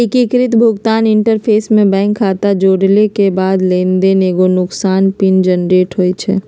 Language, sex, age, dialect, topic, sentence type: Magahi, female, 41-45, Western, banking, statement